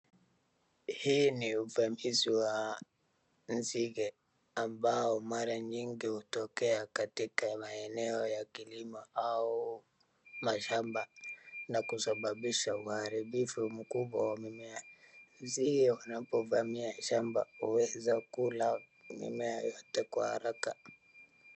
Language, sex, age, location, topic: Swahili, male, 36-49, Wajir, health